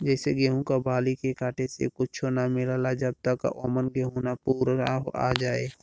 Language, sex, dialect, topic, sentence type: Bhojpuri, male, Western, agriculture, statement